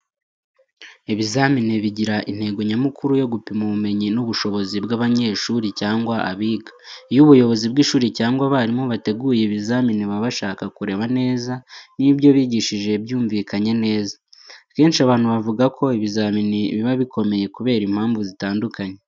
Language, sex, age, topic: Kinyarwanda, male, 18-24, education